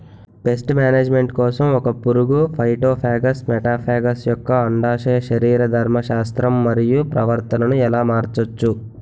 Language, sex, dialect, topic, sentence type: Telugu, male, Utterandhra, agriculture, question